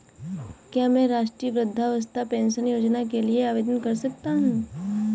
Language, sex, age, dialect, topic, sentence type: Hindi, female, 18-24, Awadhi Bundeli, banking, question